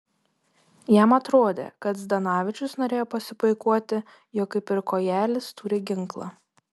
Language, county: Lithuanian, Panevėžys